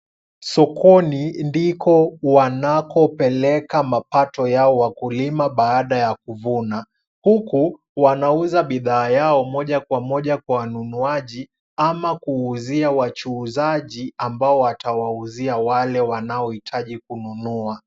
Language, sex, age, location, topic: Swahili, male, 18-24, Kisumu, finance